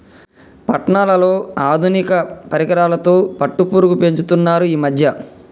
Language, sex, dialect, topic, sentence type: Telugu, male, Telangana, agriculture, statement